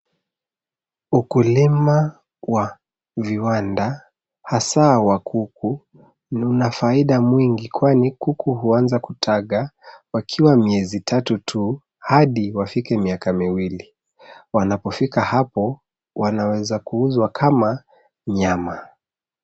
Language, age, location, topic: Swahili, 25-35, Nairobi, agriculture